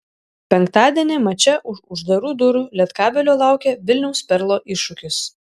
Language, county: Lithuanian, Šiauliai